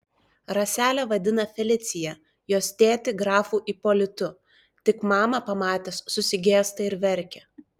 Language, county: Lithuanian, Klaipėda